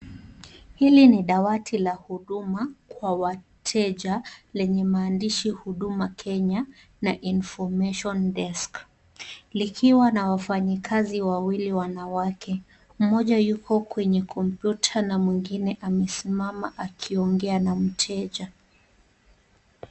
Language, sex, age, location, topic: Swahili, female, 18-24, Kisumu, government